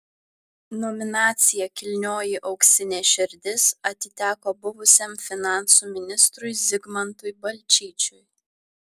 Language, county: Lithuanian, Vilnius